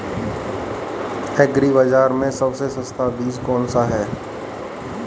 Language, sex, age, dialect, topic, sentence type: Hindi, male, 31-35, Marwari Dhudhari, agriculture, question